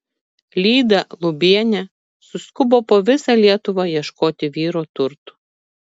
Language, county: Lithuanian, Kaunas